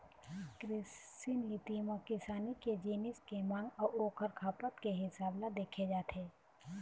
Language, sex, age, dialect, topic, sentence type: Chhattisgarhi, female, 25-30, Eastern, agriculture, statement